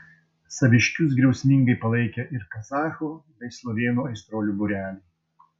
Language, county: Lithuanian, Vilnius